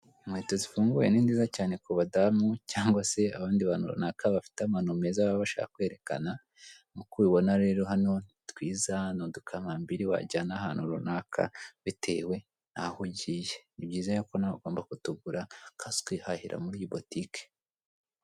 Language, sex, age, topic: Kinyarwanda, female, 18-24, finance